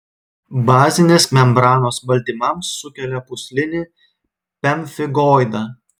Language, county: Lithuanian, Klaipėda